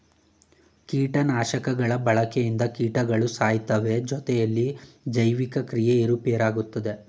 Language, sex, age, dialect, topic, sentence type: Kannada, male, 18-24, Mysore Kannada, agriculture, statement